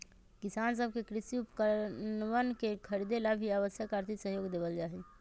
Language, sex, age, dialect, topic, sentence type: Magahi, female, 25-30, Western, agriculture, statement